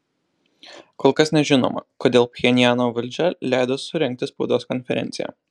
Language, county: Lithuanian, Alytus